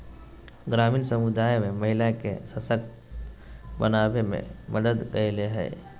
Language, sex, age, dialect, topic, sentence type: Magahi, male, 18-24, Southern, agriculture, statement